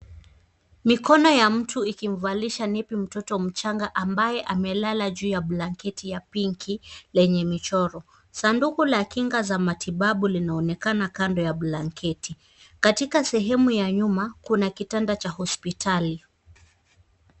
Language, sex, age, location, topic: Swahili, female, 18-24, Nairobi, health